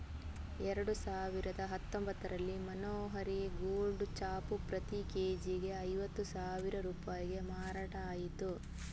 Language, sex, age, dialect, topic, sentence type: Kannada, female, 18-24, Coastal/Dakshin, agriculture, statement